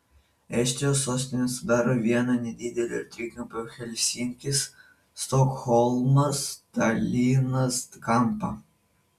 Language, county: Lithuanian, Vilnius